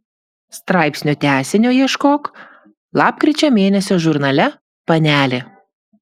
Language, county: Lithuanian, Klaipėda